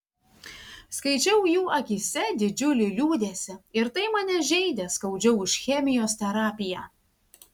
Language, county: Lithuanian, Vilnius